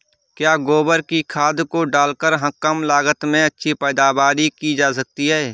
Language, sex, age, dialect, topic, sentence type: Hindi, male, 25-30, Awadhi Bundeli, agriculture, question